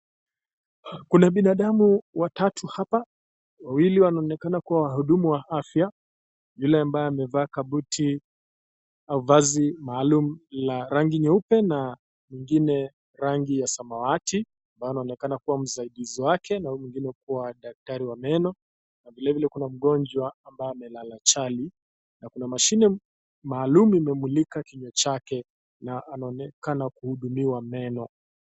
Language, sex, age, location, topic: Swahili, male, 25-35, Kisii, health